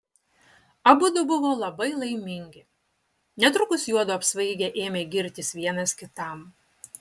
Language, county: Lithuanian, Utena